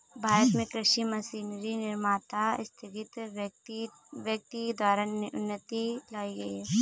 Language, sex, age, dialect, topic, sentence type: Hindi, female, 18-24, Kanauji Braj Bhasha, agriculture, statement